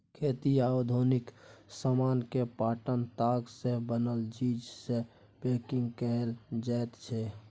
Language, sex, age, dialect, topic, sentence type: Maithili, male, 46-50, Bajjika, agriculture, statement